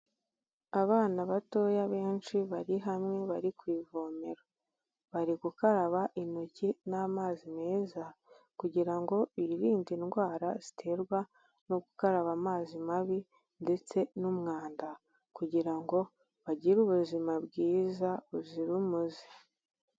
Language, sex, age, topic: Kinyarwanda, female, 18-24, health